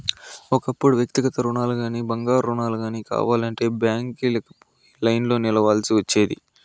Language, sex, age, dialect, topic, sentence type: Telugu, male, 60-100, Southern, banking, statement